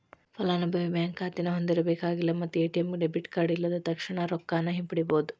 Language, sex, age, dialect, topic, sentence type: Kannada, female, 36-40, Dharwad Kannada, banking, statement